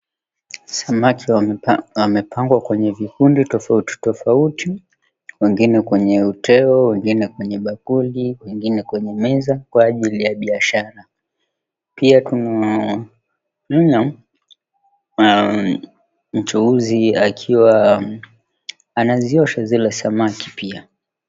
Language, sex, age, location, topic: Swahili, male, 25-35, Mombasa, agriculture